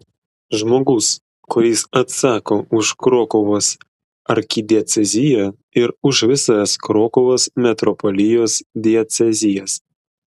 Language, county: Lithuanian, Klaipėda